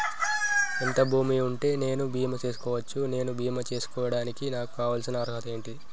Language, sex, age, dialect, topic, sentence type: Telugu, male, 18-24, Telangana, agriculture, question